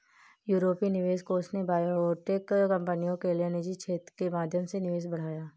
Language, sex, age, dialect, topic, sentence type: Hindi, female, 18-24, Marwari Dhudhari, banking, statement